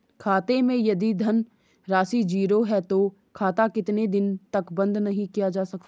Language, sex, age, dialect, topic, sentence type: Hindi, female, 18-24, Garhwali, banking, question